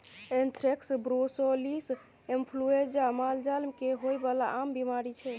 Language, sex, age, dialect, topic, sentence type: Maithili, female, 25-30, Bajjika, agriculture, statement